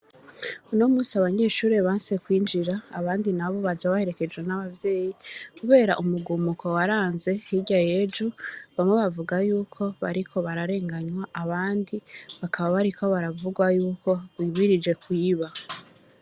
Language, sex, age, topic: Rundi, female, 25-35, education